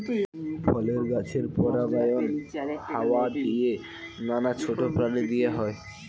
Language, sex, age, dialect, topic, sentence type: Bengali, male, 18-24, Standard Colloquial, agriculture, statement